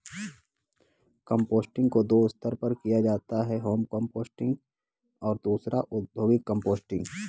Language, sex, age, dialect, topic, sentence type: Hindi, male, 18-24, Kanauji Braj Bhasha, agriculture, statement